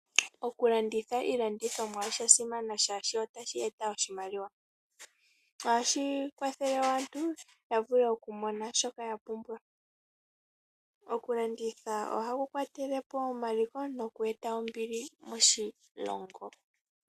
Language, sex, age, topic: Oshiwambo, female, 18-24, finance